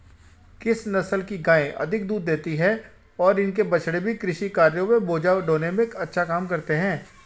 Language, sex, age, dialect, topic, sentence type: Hindi, female, 36-40, Hindustani Malvi Khadi Boli, agriculture, question